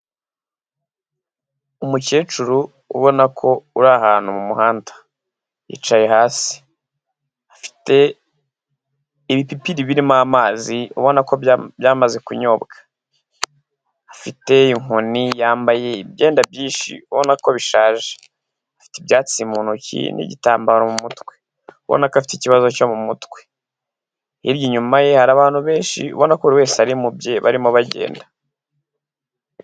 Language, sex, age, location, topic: Kinyarwanda, male, 18-24, Huye, health